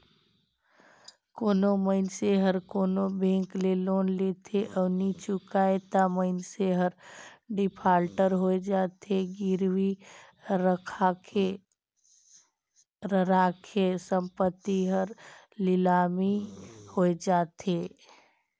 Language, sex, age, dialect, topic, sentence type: Chhattisgarhi, female, 25-30, Northern/Bhandar, banking, statement